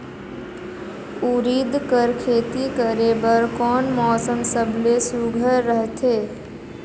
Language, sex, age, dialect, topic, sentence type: Chhattisgarhi, female, 51-55, Northern/Bhandar, agriculture, question